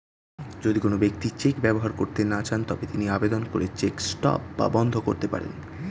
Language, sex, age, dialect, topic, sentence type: Bengali, male, 18-24, Standard Colloquial, banking, statement